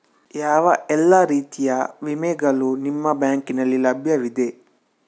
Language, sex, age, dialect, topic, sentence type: Kannada, male, 18-24, Coastal/Dakshin, banking, question